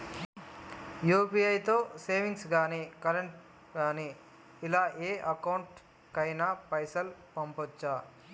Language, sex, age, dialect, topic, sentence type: Telugu, male, 18-24, Telangana, banking, question